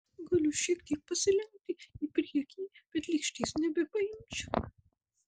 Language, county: Lithuanian, Marijampolė